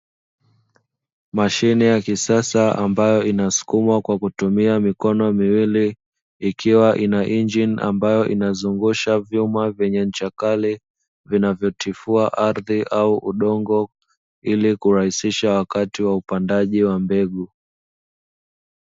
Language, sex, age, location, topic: Swahili, male, 25-35, Dar es Salaam, agriculture